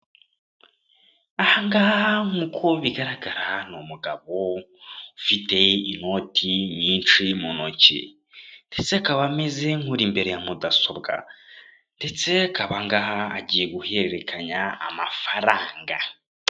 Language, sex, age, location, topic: Kinyarwanda, male, 18-24, Kigali, finance